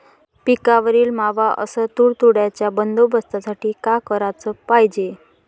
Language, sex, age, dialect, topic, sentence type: Marathi, female, 25-30, Varhadi, agriculture, question